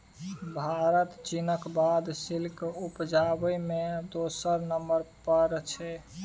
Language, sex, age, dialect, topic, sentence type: Maithili, male, 18-24, Bajjika, agriculture, statement